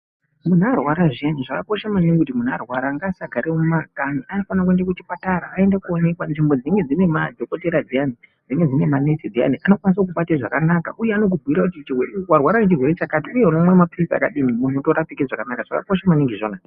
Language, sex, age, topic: Ndau, male, 18-24, health